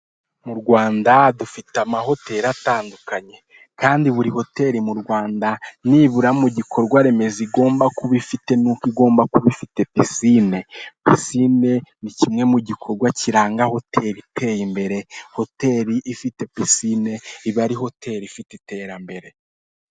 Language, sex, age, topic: Kinyarwanda, male, 18-24, finance